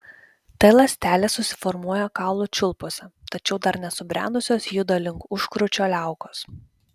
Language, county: Lithuanian, Vilnius